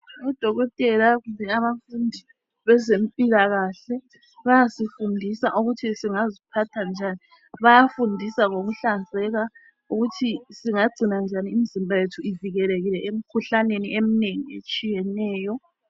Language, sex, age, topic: North Ndebele, female, 25-35, health